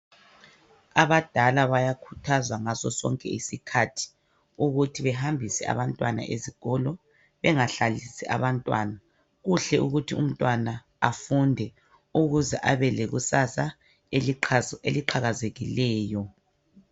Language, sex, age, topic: North Ndebele, male, 25-35, education